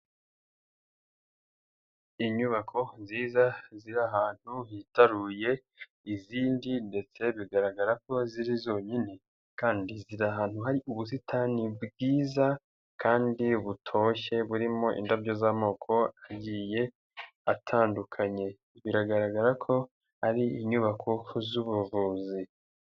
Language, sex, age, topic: Kinyarwanda, male, 18-24, health